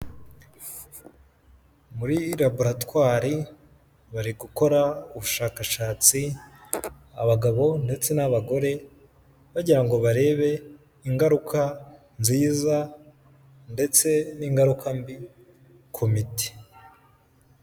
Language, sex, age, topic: Kinyarwanda, male, 18-24, health